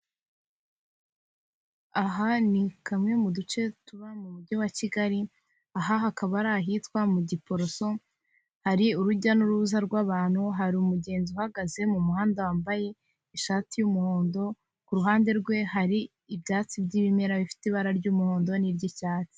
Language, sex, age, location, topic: Kinyarwanda, female, 25-35, Kigali, government